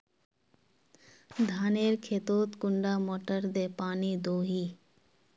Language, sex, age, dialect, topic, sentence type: Magahi, female, 18-24, Northeastern/Surjapuri, agriculture, question